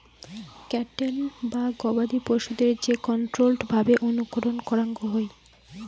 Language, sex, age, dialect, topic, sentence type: Bengali, female, <18, Rajbangshi, agriculture, statement